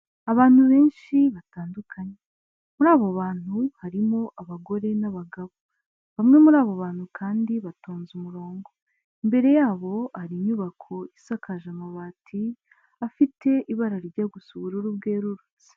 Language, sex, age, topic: Kinyarwanda, female, 18-24, government